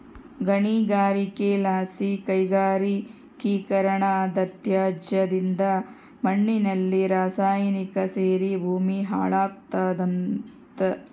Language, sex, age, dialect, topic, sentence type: Kannada, female, 60-100, Central, agriculture, statement